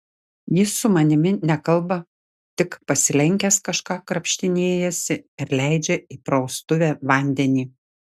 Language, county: Lithuanian, Šiauliai